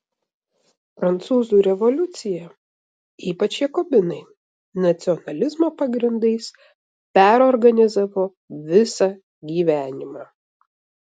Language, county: Lithuanian, Vilnius